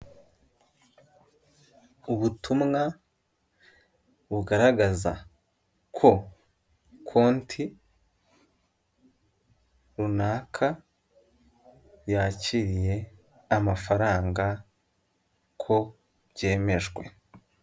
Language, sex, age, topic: Kinyarwanda, male, 18-24, finance